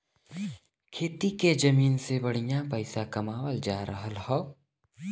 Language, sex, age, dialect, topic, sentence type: Bhojpuri, male, <18, Western, agriculture, statement